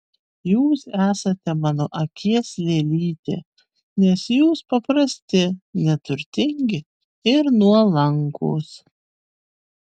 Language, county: Lithuanian, Vilnius